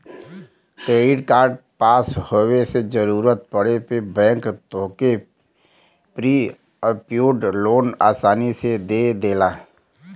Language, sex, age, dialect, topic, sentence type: Bhojpuri, male, 25-30, Western, banking, statement